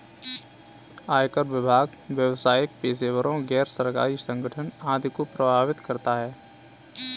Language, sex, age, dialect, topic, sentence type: Hindi, male, 18-24, Kanauji Braj Bhasha, banking, statement